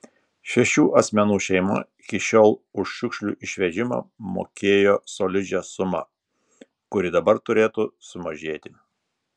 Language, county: Lithuanian, Telšiai